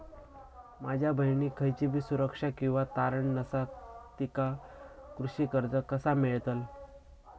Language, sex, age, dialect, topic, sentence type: Marathi, male, 18-24, Southern Konkan, agriculture, statement